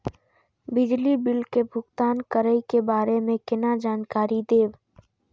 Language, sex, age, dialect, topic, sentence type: Maithili, female, 31-35, Eastern / Thethi, banking, question